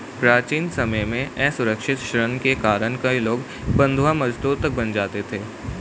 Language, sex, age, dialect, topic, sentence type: Hindi, male, 18-24, Hindustani Malvi Khadi Boli, banking, statement